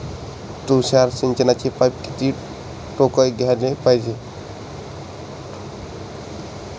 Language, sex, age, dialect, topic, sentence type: Marathi, male, 25-30, Varhadi, agriculture, question